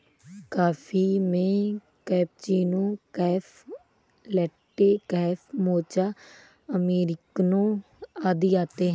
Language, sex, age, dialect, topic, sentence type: Hindi, female, 18-24, Awadhi Bundeli, agriculture, statement